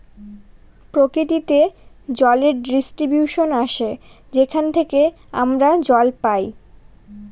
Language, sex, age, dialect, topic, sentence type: Bengali, female, 18-24, Northern/Varendri, agriculture, statement